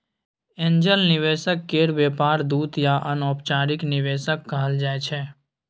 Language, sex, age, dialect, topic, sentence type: Maithili, male, 18-24, Bajjika, banking, statement